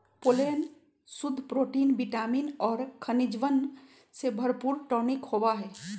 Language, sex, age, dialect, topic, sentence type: Magahi, male, 18-24, Western, agriculture, statement